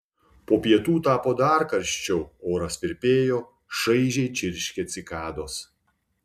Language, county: Lithuanian, Šiauliai